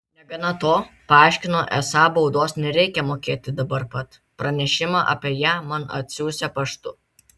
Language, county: Lithuanian, Vilnius